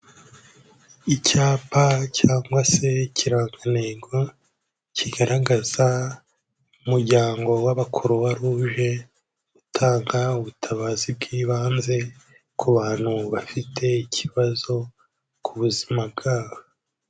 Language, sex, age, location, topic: Kinyarwanda, male, 18-24, Kigali, health